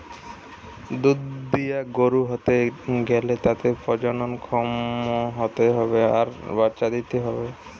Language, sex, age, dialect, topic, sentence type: Bengali, male, 18-24, Western, agriculture, statement